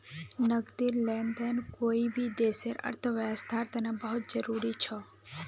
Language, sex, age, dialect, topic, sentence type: Magahi, female, 18-24, Northeastern/Surjapuri, banking, statement